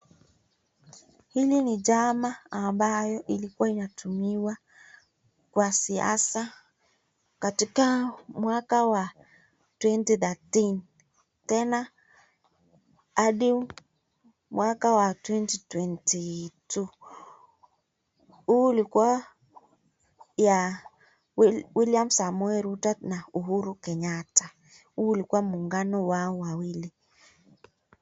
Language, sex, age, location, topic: Swahili, female, 36-49, Nakuru, government